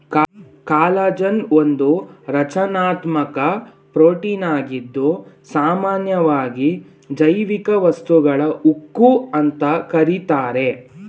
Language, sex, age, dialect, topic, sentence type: Kannada, male, 18-24, Mysore Kannada, agriculture, statement